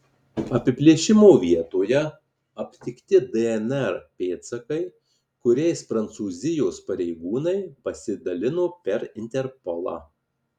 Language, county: Lithuanian, Marijampolė